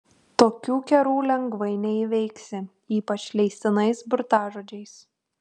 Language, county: Lithuanian, Tauragė